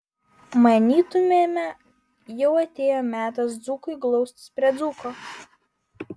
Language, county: Lithuanian, Vilnius